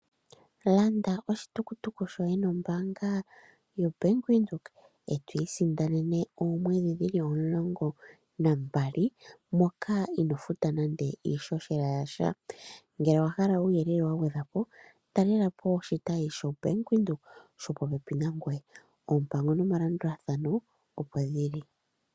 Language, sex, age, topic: Oshiwambo, male, 25-35, finance